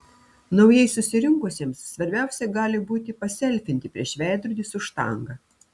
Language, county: Lithuanian, Telšiai